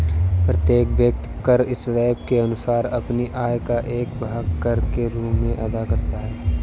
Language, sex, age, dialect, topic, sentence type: Hindi, male, 18-24, Awadhi Bundeli, banking, statement